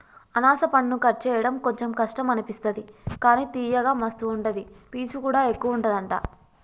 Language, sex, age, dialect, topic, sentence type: Telugu, female, 25-30, Telangana, agriculture, statement